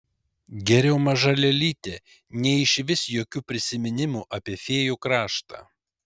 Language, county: Lithuanian, Kaunas